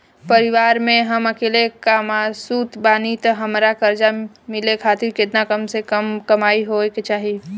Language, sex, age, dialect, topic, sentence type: Bhojpuri, female, 25-30, Southern / Standard, banking, question